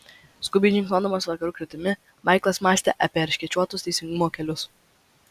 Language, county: Lithuanian, Vilnius